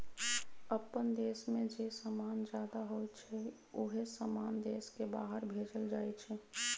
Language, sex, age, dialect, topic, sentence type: Magahi, female, 31-35, Western, banking, statement